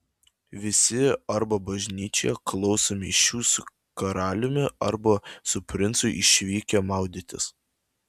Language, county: Lithuanian, Vilnius